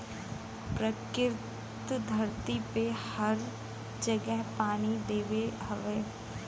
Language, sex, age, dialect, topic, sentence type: Bhojpuri, female, 31-35, Western, agriculture, statement